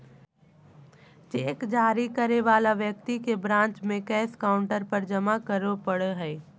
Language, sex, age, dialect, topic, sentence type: Magahi, female, 18-24, Southern, banking, statement